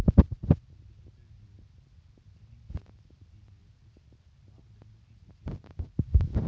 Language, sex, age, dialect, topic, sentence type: Hindi, male, 25-30, Hindustani Malvi Khadi Boli, banking, question